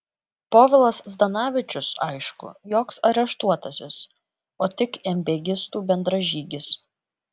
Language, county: Lithuanian, Kaunas